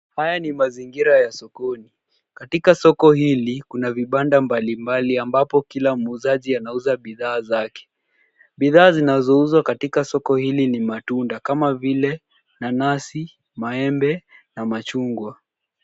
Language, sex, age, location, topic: Swahili, male, 18-24, Nairobi, agriculture